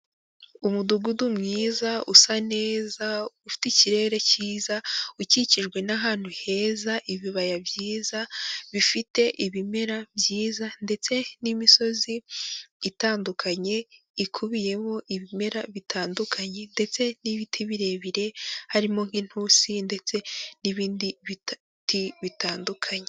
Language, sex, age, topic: Kinyarwanda, female, 18-24, agriculture